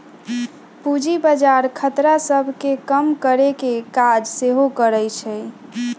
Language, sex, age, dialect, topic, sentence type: Magahi, female, 25-30, Western, banking, statement